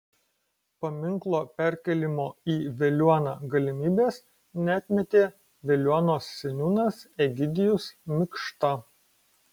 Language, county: Lithuanian, Kaunas